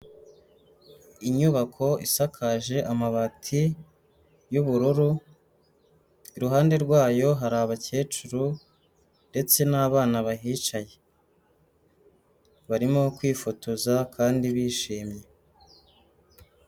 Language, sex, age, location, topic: Kinyarwanda, male, 25-35, Huye, health